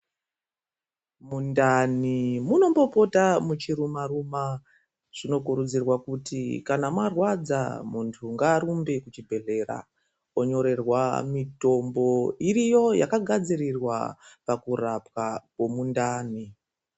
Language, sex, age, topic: Ndau, female, 36-49, health